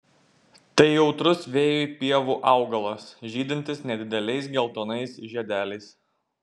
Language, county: Lithuanian, Šiauliai